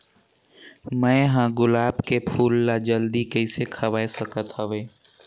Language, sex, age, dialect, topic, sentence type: Chhattisgarhi, male, 46-50, Northern/Bhandar, agriculture, question